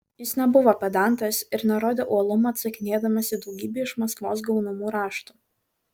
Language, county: Lithuanian, Šiauliai